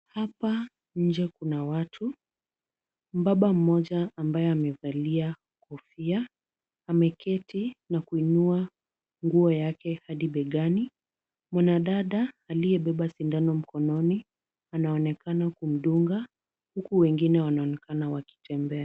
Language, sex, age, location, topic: Swahili, female, 18-24, Kisumu, health